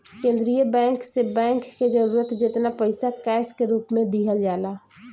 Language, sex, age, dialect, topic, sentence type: Bhojpuri, female, 18-24, Southern / Standard, banking, statement